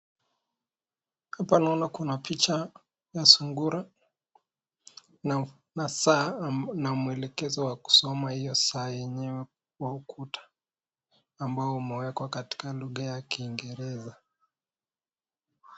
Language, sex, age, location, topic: Swahili, male, 18-24, Nakuru, education